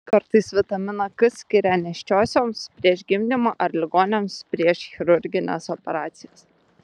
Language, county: Lithuanian, Tauragė